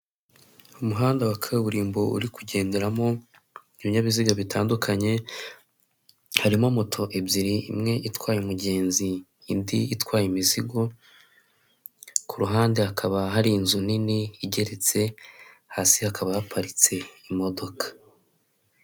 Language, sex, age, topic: Kinyarwanda, male, 18-24, government